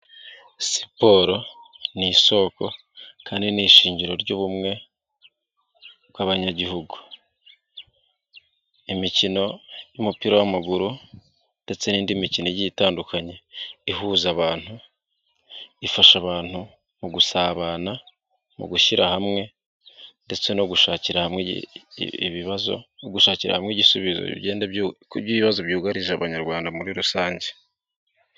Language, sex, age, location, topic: Kinyarwanda, male, 36-49, Nyagatare, government